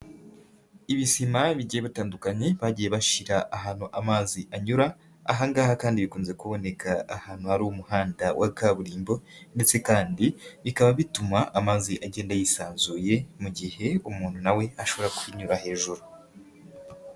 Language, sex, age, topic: Kinyarwanda, female, 18-24, government